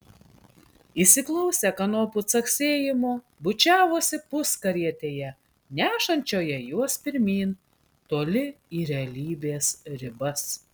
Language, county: Lithuanian, Klaipėda